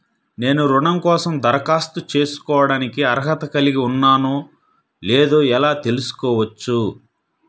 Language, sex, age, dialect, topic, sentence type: Telugu, male, 31-35, Central/Coastal, banking, statement